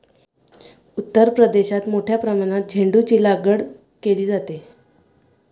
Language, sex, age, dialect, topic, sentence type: Marathi, female, 18-24, Varhadi, agriculture, statement